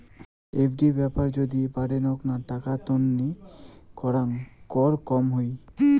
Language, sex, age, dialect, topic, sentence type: Bengali, male, 18-24, Rajbangshi, banking, statement